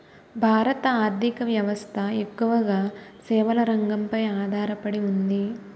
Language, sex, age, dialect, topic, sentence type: Telugu, female, 18-24, Utterandhra, banking, statement